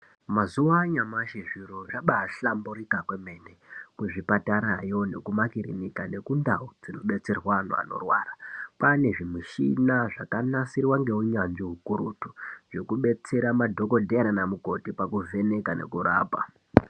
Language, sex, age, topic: Ndau, female, 50+, health